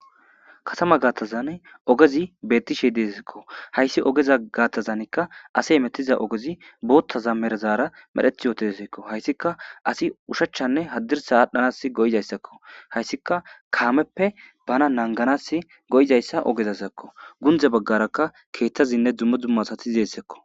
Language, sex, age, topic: Gamo, male, 18-24, government